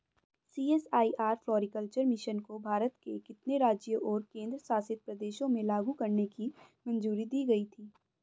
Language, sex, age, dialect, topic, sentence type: Hindi, female, 18-24, Hindustani Malvi Khadi Boli, banking, question